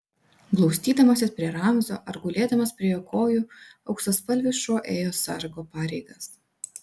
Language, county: Lithuanian, Vilnius